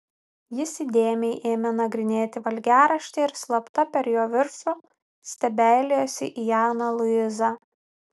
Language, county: Lithuanian, Vilnius